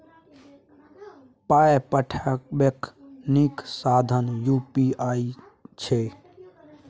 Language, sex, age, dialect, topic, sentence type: Maithili, male, 18-24, Bajjika, banking, statement